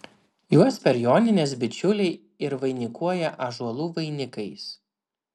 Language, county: Lithuanian, Vilnius